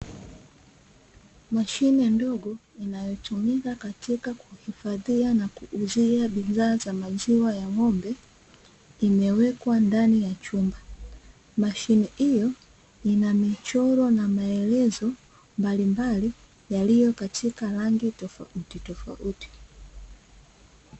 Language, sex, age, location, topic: Swahili, female, 25-35, Dar es Salaam, finance